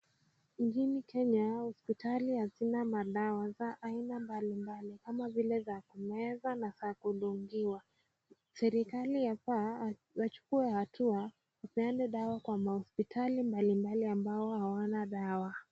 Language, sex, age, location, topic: Swahili, female, 18-24, Nakuru, health